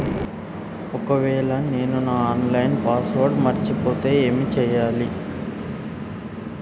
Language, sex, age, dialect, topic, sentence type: Telugu, male, 18-24, Telangana, banking, question